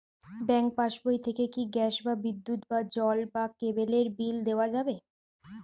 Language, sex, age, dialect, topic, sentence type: Bengali, female, 25-30, Western, banking, question